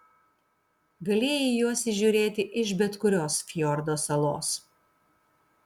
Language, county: Lithuanian, Kaunas